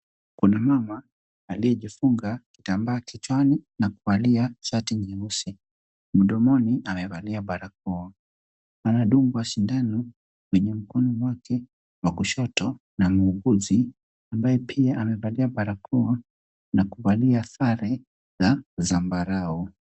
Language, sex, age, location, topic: Swahili, male, 25-35, Kisumu, health